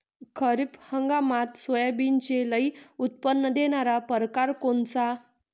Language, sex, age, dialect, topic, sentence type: Marathi, female, 46-50, Varhadi, agriculture, question